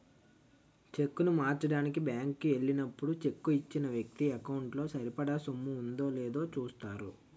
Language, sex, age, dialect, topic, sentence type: Telugu, male, 18-24, Utterandhra, banking, statement